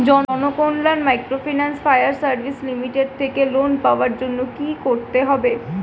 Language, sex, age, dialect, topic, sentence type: Bengali, female, 25-30, Standard Colloquial, banking, question